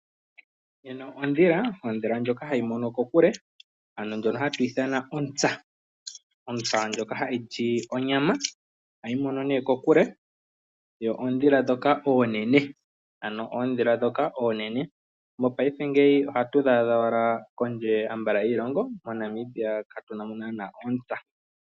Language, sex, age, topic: Oshiwambo, male, 18-24, agriculture